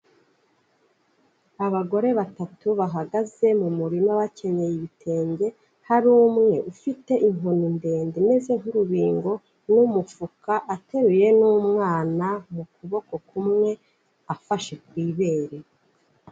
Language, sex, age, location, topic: Kinyarwanda, female, 36-49, Kigali, health